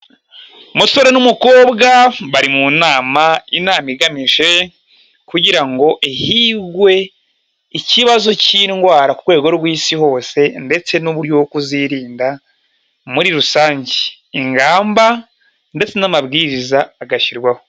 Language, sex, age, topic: Kinyarwanda, male, 18-24, health